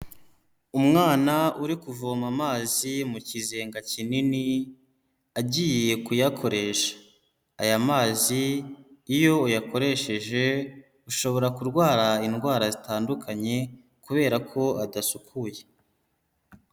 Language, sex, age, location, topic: Kinyarwanda, male, 25-35, Huye, health